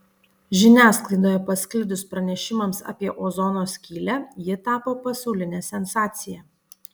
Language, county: Lithuanian, Panevėžys